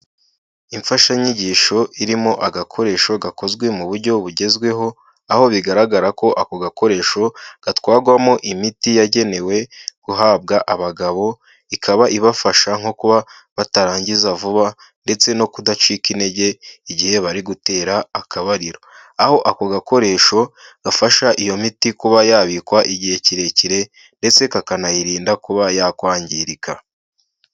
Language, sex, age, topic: Kinyarwanda, male, 18-24, health